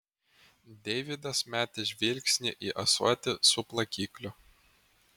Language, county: Lithuanian, Vilnius